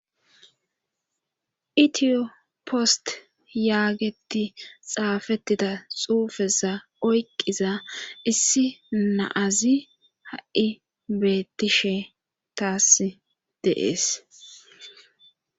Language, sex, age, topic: Gamo, female, 25-35, government